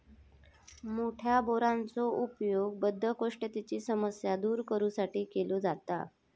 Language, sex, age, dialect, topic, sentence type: Marathi, female, 25-30, Southern Konkan, agriculture, statement